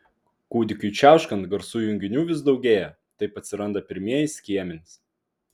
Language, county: Lithuanian, Vilnius